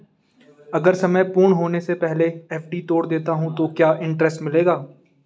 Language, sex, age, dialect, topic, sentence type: Hindi, male, 18-24, Garhwali, banking, question